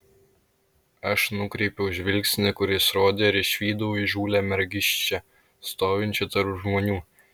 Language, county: Lithuanian, Utena